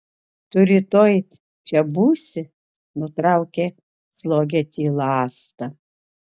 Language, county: Lithuanian, Kaunas